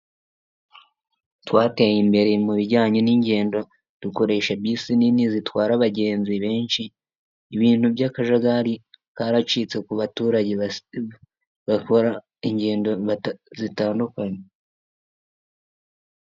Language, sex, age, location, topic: Kinyarwanda, male, 18-24, Nyagatare, government